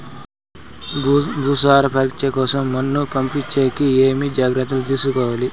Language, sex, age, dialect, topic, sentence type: Telugu, male, 18-24, Southern, agriculture, question